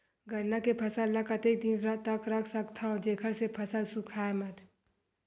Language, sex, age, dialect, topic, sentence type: Chhattisgarhi, female, 31-35, Western/Budati/Khatahi, agriculture, question